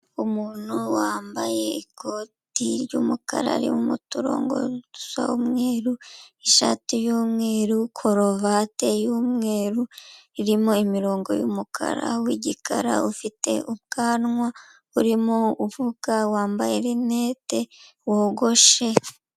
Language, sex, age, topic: Kinyarwanda, female, 25-35, government